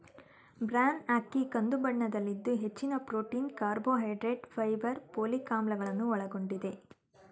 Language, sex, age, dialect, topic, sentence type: Kannada, female, 31-35, Mysore Kannada, agriculture, statement